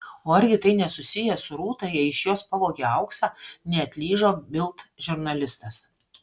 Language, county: Lithuanian, Vilnius